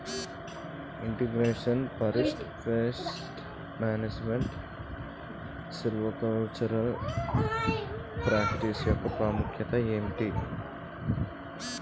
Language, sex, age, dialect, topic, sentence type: Telugu, male, 25-30, Utterandhra, agriculture, question